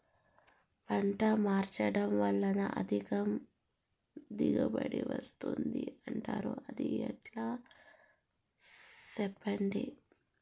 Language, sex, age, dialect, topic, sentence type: Telugu, male, 18-24, Southern, agriculture, question